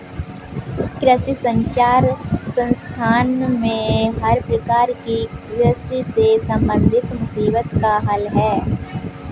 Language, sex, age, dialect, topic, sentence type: Hindi, female, 18-24, Kanauji Braj Bhasha, agriculture, statement